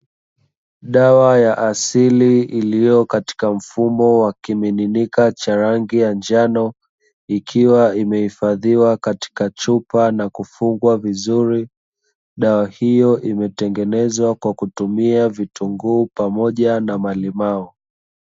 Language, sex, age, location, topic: Swahili, male, 25-35, Dar es Salaam, health